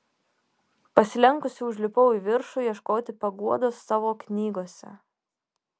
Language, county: Lithuanian, Šiauliai